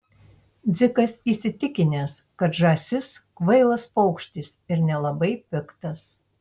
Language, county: Lithuanian, Tauragė